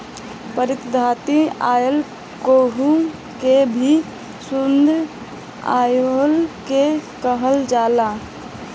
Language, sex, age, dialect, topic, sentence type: Bhojpuri, female, 18-24, Northern, banking, statement